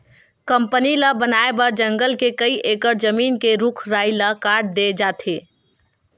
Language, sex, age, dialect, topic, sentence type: Chhattisgarhi, female, 18-24, Western/Budati/Khatahi, agriculture, statement